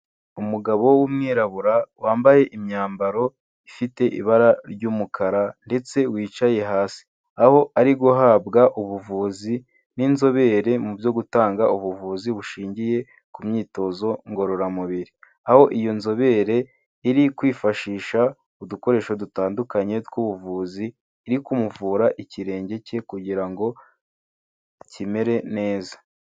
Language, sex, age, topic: Kinyarwanda, male, 18-24, health